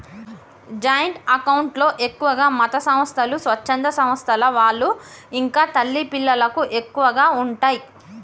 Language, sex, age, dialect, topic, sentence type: Telugu, female, 31-35, Telangana, banking, statement